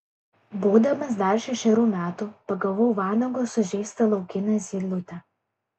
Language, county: Lithuanian, Kaunas